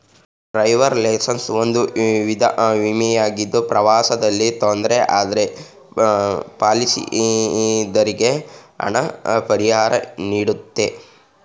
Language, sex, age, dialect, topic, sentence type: Kannada, male, 36-40, Mysore Kannada, banking, statement